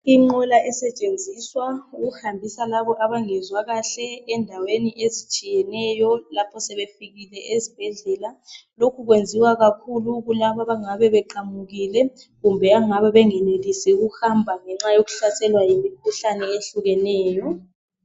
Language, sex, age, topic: North Ndebele, female, 25-35, health